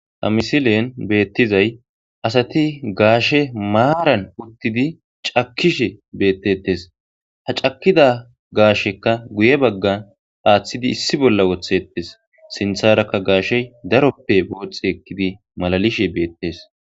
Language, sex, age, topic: Gamo, male, 25-35, agriculture